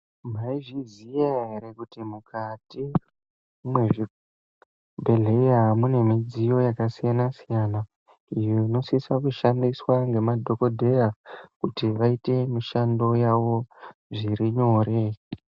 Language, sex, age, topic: Ndau, female, 18-24, health